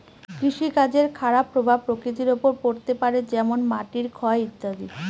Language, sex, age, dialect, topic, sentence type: Bengali, female, 36-40, Northern/Varendri, agriculture, statement